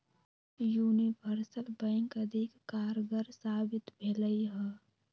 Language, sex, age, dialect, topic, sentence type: Magahi, female, 18-24, Western, banking, statement